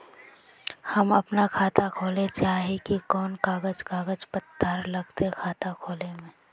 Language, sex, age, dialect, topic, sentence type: Magahi, female, 36-40, Northeastern/Surjapuri, banking, question